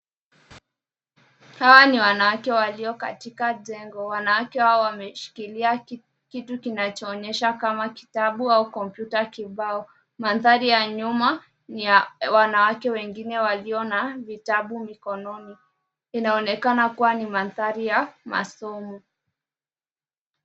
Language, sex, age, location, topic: Swahili, female, 25-35, Nairobi, education